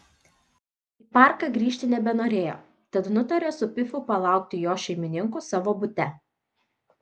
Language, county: Lithuanian, Vilnius